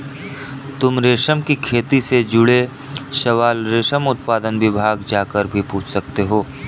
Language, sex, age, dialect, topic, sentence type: Hindi, male, 25-30, Kanauji Braj Bhasha, agriculture, statement